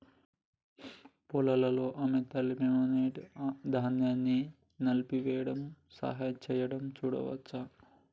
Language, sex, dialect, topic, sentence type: Telugu, male, Telangana, agriculture, statement